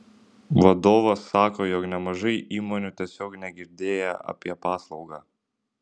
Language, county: Lithuanian, Šiauliai